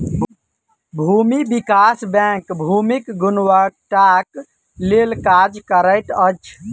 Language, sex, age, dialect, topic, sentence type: Maithili, male, 18-24, Southern/Standard, banking, statement